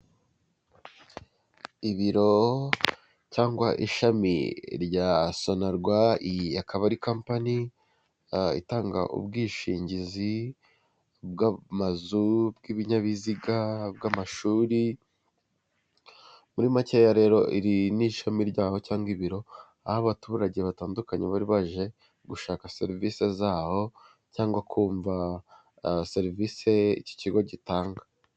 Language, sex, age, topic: Kinyarwanda, male, 18-24, finance